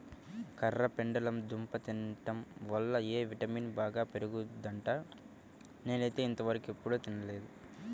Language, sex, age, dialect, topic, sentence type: Telugu, male, 18-24, Central/Coastal, agriculture, statement